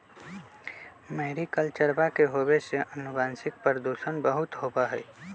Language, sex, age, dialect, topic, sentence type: Magahi, male, 25-30, Western, agriculture, statement